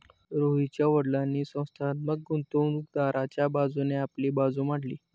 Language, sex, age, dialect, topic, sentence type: Marathi, male, 18-24, Standard Marathi, banking, statement